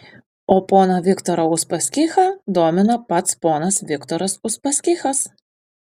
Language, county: Lithuanian, Panevėžys